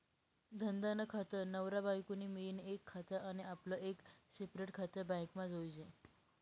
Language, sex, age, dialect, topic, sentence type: Marathi, female, 18-24, Northern Konkan, banking, statement